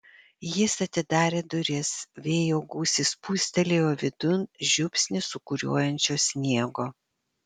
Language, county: Lithuanian, Panevėžys